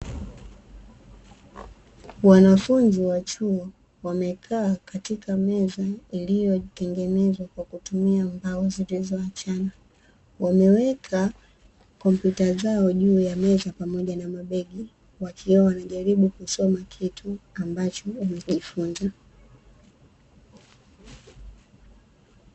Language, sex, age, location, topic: Swahili, female, 25-35, Dar es Salaam, education